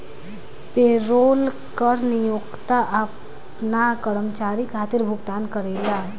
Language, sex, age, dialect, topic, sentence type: Bhojpuri, female, 18-24, Southern / Standard, banking, statement